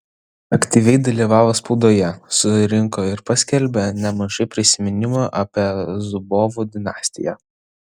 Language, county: Lithuanian, Vilnius